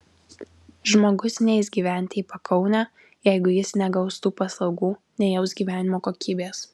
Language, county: Lithuanian, Alytus